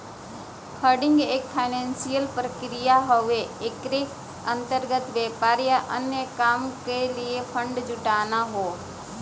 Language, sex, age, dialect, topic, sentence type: Bhojpuri, female, 18-24, Western, banking, statement